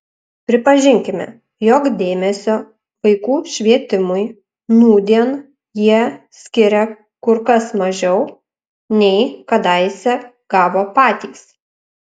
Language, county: Lithuanian, Panevėžys